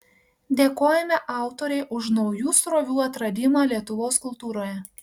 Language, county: Lithuanian, Panevėžys